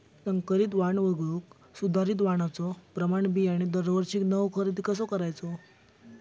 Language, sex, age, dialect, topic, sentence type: Marathi, male, 18-24, Southern Konkan, agriculture, question